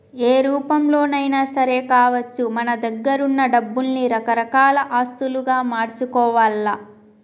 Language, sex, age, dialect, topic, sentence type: Telugu, female, 25-30, Telangana, banking, statement